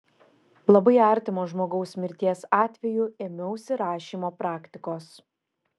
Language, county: Lithuanian, Šiauliai